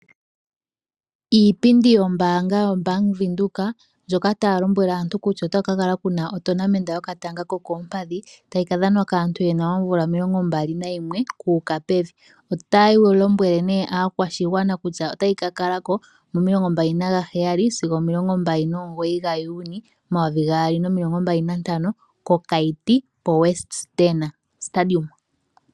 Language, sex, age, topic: Oshiwambo, female, 25-35, finance